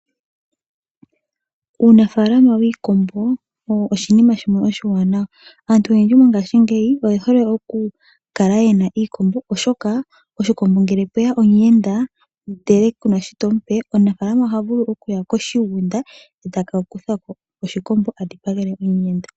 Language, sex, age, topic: Oshiwambo, female, 18-24, agriculture